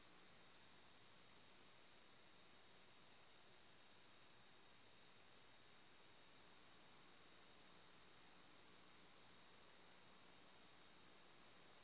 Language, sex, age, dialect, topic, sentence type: Magahi, female, 51-55, Northeastern/Surjapuri, banking, statement